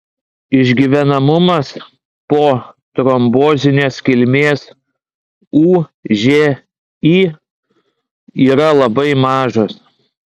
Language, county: Lithuanian, Klaipėda